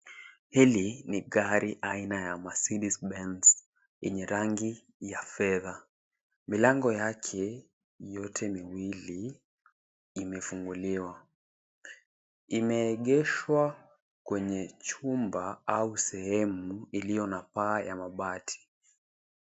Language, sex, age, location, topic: Swahili, male, 18-24, Nairobi, finance